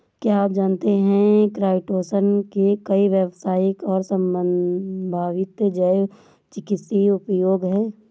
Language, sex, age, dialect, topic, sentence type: Hindi, female, 56-60, Awadhi Bundeli, agriculture, statement